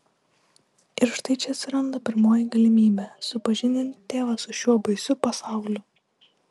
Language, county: Lithuanian, Utena